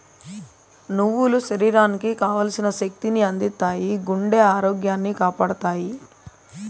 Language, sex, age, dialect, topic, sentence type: Telugu, female, 31-35, Southern, agriculture, statement